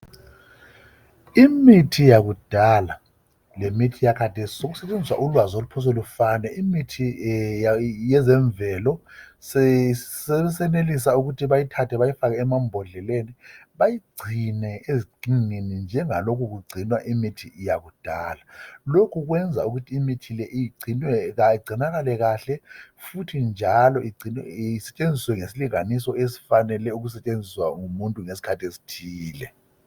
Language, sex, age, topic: North Ndebele, male, 50+, health